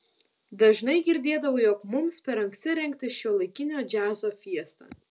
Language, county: Lithuanian, Vilnius